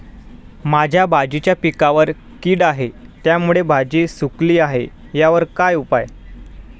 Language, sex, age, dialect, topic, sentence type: Marathi, male, 18-24, Standard Marathi, agriculture, question